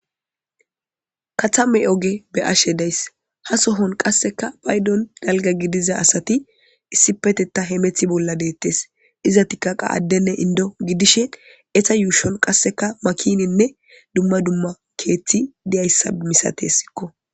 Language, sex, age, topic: Gamo, female, 18-24, government